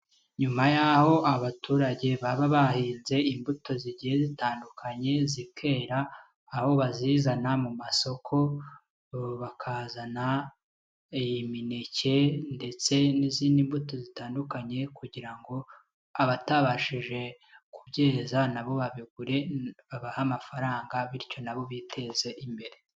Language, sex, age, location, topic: Kinyarwanda, male, 25-35, Kigali, agriculture